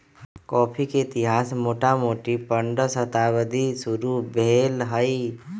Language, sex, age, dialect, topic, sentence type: Magahi, male, 25-30, Western, agriculture, statement